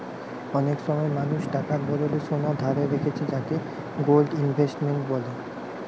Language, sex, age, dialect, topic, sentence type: Bengali, male, 18-24, Western, banking, statement